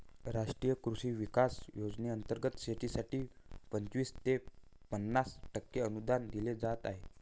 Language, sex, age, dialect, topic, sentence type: Marathi, male, 51-55, Varhadi, agriculture, statement